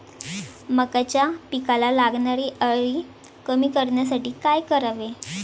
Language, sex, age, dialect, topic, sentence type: Marathi, female, 18-24, Standard Marathi, agriculture, question